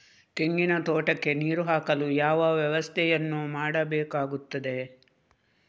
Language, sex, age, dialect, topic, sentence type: Kannada, female, 36-40, Coastal/Dakshin, agriculture, question